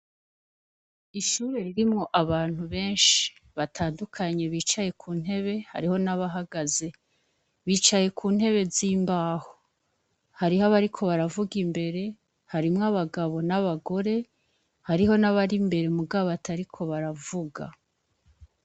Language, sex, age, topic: Rundi, female, 25-35, education